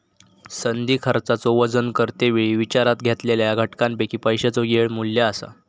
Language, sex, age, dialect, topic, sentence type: Marathi, male, 18-24, Southern Konkan, banking, statement